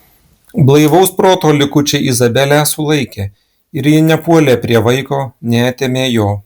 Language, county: Lithuanian, Klaipėda